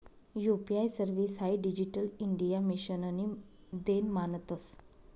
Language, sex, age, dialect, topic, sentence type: Marathi, female, 25-30, Northern Konkan, banking, statement